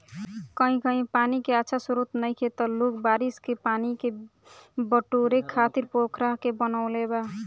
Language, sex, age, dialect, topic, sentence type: Bhojpuri, female, <18, Southern / Standard, agriculture, statement